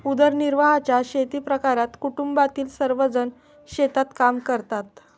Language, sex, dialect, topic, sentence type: Marathi, female, Standard Marathi, agriculture, statement